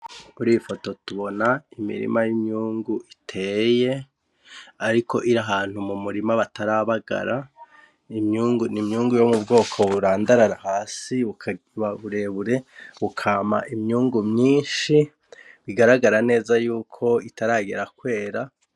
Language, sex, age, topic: Rundi, male, 36-49, agriculture